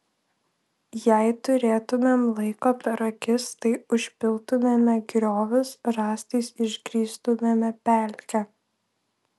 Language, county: Lithuanian, Vilnius